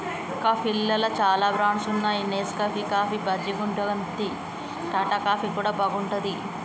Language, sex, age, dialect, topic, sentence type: Telugu, female, 18-24, Telangana, agriculture, statement